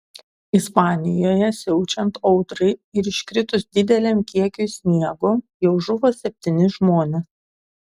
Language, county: Lithuanian, Šiauliai